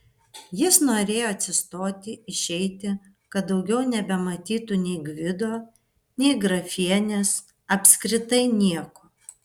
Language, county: Lithuanian, Vilnius